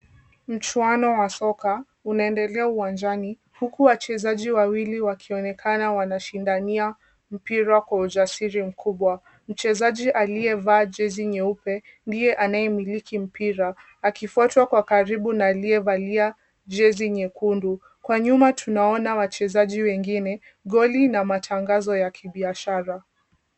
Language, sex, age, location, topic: Swahili, female, 18-24, Kisumu, government